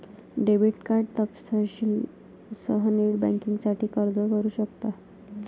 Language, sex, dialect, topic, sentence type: Marathi, female, Varhadi, banking, statement